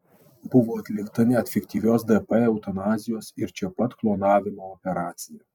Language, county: Lithuanian, Alytus